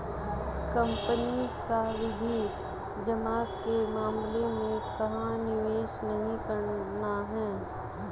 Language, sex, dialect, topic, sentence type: Hindi, female, Hindustani Malvi Khadi Boli, banking, question